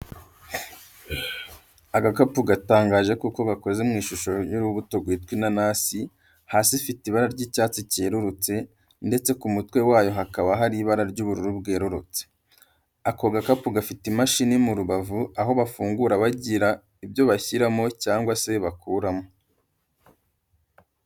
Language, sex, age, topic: Kinyarwanda, male, 25-35, education